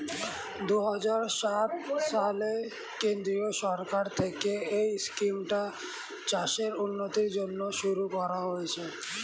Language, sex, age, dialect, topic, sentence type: Bengali, male, 18-24, Standard Colloquial, agriculture, statement